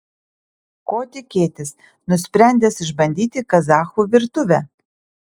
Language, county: Lithuanian, Utena